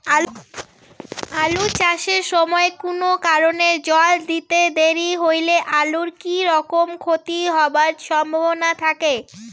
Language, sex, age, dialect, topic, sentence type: Bengali, female, 18-24, Rajbangshi, agriculture, question